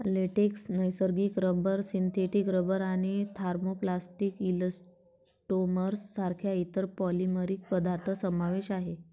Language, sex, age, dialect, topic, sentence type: Marathi, male, 31-35, Varhadi, agriculture, statement